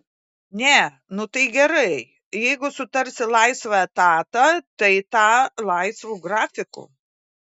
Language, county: Lithuanian, Klaipėda